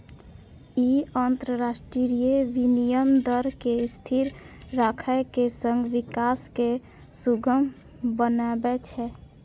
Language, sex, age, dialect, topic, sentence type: Maithili, female, 41-45, Eastern / Thethi, banking, statement